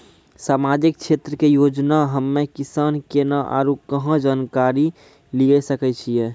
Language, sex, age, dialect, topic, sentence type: Maithili, male, 46-50, Angika, banking, question